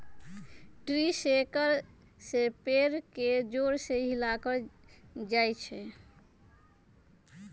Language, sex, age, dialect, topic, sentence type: Magahi, female, 25-30, Western, agriculture, statement